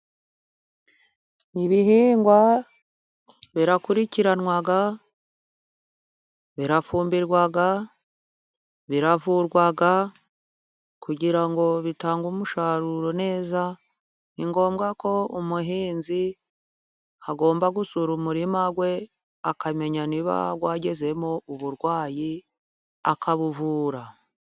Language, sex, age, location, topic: Kinyarwanda, female, 50+, Musanze, agriculture